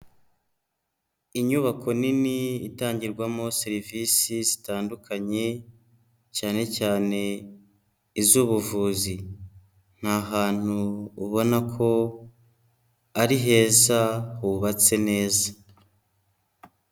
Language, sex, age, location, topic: Kinyarwanda, female, 25-35, Huye, health